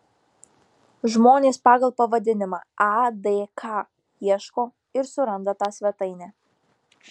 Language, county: Lithuanian, Marijampolė